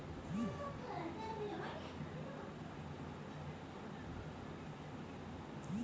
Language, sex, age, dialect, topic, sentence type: Bengali, male, <18, Jharkhandi, agriculture, statement